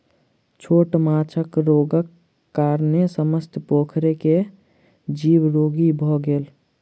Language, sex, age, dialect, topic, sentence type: Maithili, male, 46-50, Southern/Standard, agriculture, statement